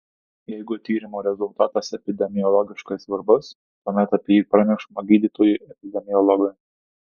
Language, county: Lithuanian, Tauragė